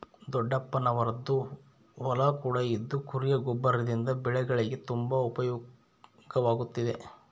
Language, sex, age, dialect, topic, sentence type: Kannada, male, 31-35, Central, agriculture, statement